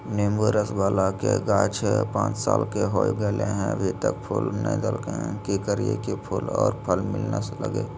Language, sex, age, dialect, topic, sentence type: Magahi, male, 56-60, Southern, agriculture, question